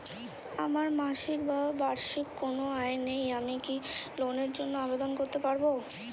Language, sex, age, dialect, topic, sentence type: Bengali, female, 25-30, Standard Colloquial, banking, question